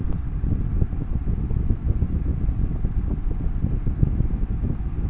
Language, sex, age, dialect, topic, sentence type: Bengali, female, 18-24, Rajbangshi, banking, question